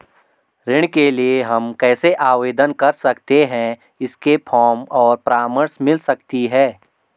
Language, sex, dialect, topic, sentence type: Hindi, male, Garhwali, banking, question